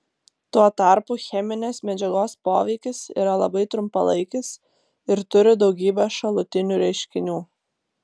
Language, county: Lithuanian, Vilnius